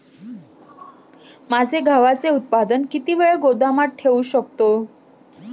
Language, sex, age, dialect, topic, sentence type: Marathi, female, 25-30, Standard Marathi, agriculture, question